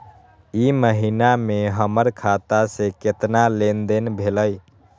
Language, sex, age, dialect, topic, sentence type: Magahi, male, 18-24, Western, banking, question